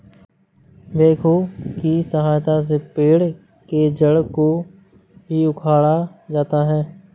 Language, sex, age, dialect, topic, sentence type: Hindi, male, 60-100, Awadhi Bundeli, agriculture, statement